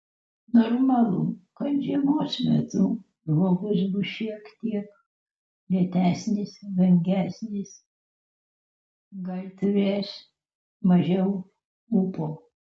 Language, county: Lithuanian, Utena